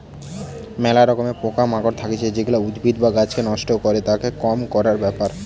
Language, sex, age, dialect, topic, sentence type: Bengali, male, 18-24, Western, agriculture, statement